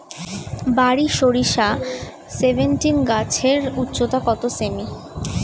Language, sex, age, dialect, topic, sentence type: Bengali, female, 36-40, Standard Colloquial, agriculture, question